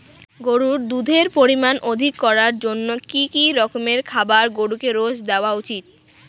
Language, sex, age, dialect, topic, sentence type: Bengali, female, 18-24, Rajbangshi, agriculture, question